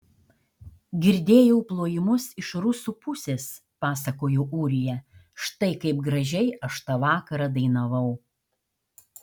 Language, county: Lithuanian, Šiauliai